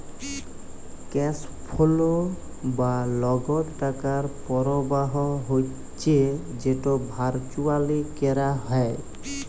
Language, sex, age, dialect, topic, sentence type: Bengali, male, 18-24, Jharkhandi, banking, statement